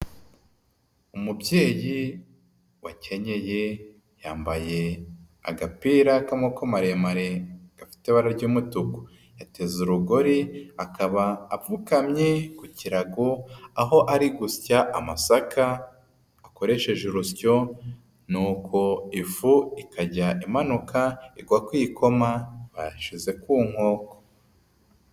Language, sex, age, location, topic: Kinyarwanda, female, 25-35, Nyagatare, government